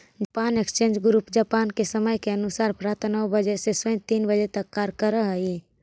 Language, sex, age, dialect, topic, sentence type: Magahi, female, 18-24, Central/Standard, banking, statement